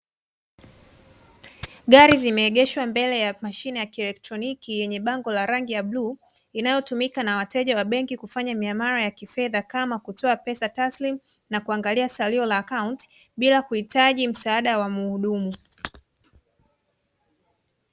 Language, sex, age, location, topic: Swahili, female, 25-35, Dar es Salaam, finance